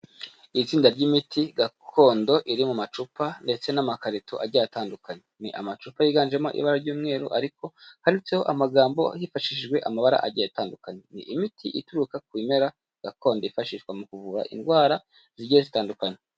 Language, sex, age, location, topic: Kinyarwanda, male, 25-35, Kigali, health